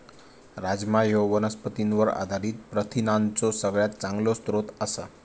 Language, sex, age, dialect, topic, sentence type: Marathi, male, 18-24, Southern Konkan, agriculture, statement